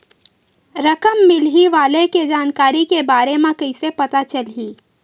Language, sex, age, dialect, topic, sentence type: Chhattisgarhi, female, 18-24, Western/Budati/Khatahi, banking, question